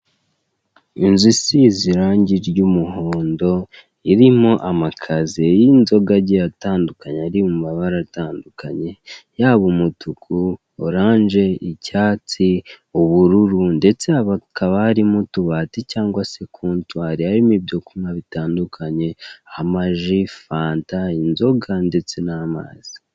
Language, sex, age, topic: Kinyarwanda, male, 18-24, finance